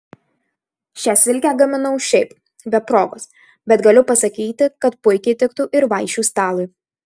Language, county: Lithuanian, Alytus